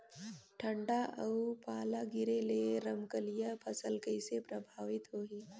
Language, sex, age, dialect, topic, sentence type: Chhattisgarhi, female, 18-24, Northern/Bhandar, agriculture, question